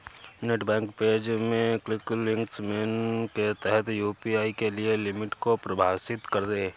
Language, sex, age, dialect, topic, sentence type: Hindi, male, 18-24, Awadhi Bundeli, banking, statement